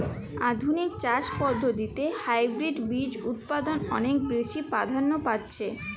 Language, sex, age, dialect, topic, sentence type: Bengali, female, 18-24, Jharkhandi, agriculture, statement